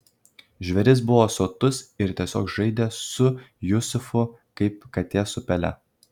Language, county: Lithuanian, Kaunas